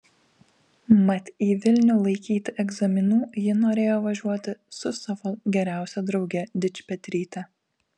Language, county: Lithuanian, Kaunas